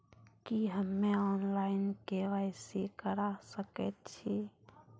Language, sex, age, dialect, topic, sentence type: Maithili, female, 18-24, Angika, banking, question